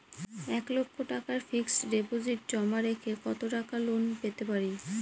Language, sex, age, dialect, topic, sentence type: Bengali, female, 18-24, Northern/Varendri, banking, question